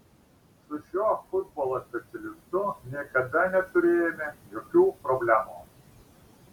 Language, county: Lithuanian, Šiauliai